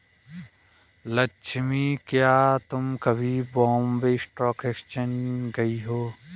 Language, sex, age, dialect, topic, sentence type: Hindi, male, 25-30, Kanauji Braj Bhasha, banking, statement